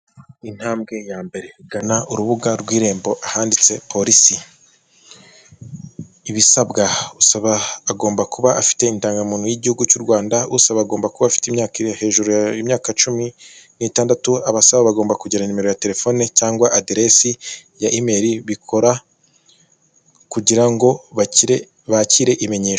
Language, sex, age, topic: Kinyarwanda, male, 18-24, government